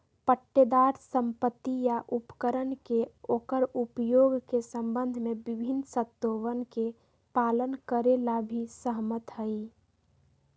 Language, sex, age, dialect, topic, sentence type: Magahi, female, 18-24, Western, banking, statement